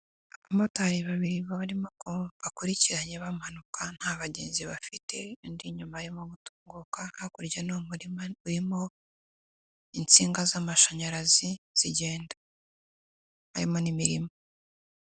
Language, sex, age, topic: Kinyarwanda, female, 18-24, finance